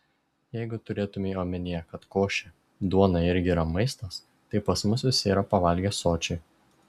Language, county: Lithuanian, Šiauliai